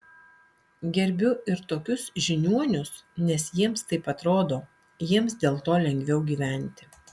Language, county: Lithuanian, Alytus